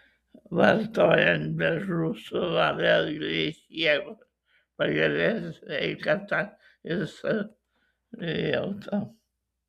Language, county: Lithuanian, Kaunas